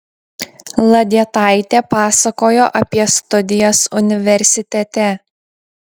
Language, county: Lithuanian, Šiauliai